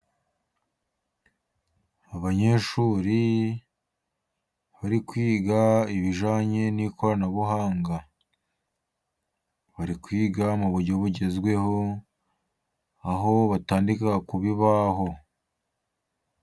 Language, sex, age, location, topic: Kinyarwanda, male, 50+, Musanze, education